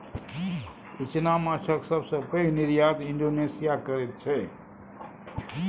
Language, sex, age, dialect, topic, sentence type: Maithili, male, 60-100, Bajjika, agriculture, statement